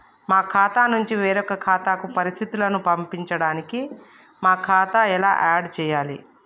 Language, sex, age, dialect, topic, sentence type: Telugu, female, 25-30, Telangana, banking, question